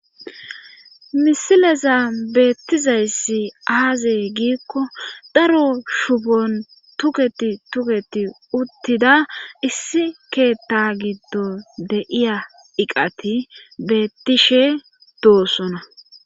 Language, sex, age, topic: Gamo, female, 25-35, government